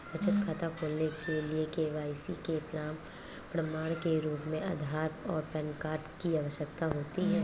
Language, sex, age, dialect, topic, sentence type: Hindi, female, 18-24, Awadhi Bundeli, banking, statement